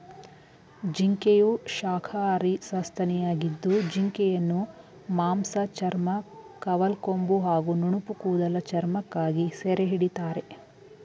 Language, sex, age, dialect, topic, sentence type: Kannada, male, 18-24, Mysore Kannada, agriculture, statement